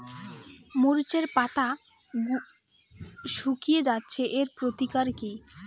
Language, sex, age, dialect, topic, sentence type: Bengali, female, 18-24, Rajbangshi, agriculture, question